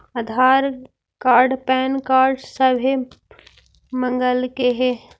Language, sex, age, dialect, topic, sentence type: Magahi, female, 56-60, Central/Standard, banking, question